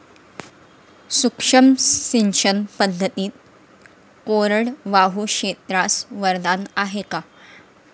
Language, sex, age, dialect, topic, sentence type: Marathi, female, 18-24, Standard Marathi, agriculture, question